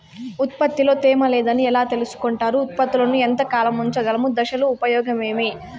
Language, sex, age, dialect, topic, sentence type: Telugu, female, 18-24, Southern, agriculture, question